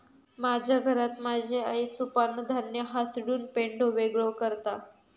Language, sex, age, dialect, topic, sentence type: Marathi, female, 41-45, Southern Konkan, agriculture, statement